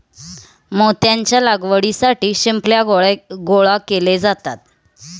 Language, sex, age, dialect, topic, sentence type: Marathi, female, 31-35, Standard Marathi, agriculture, statement